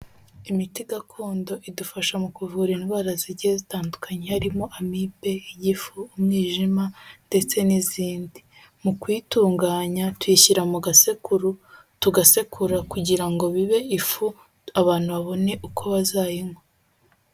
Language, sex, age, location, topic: Kinyarwanda, female, 18-24, Kigali, health